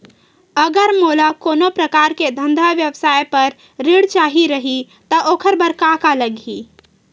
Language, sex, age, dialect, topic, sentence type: Chhattisgarhi, female, 18-24, Western/Budati/Khatahi, banking, question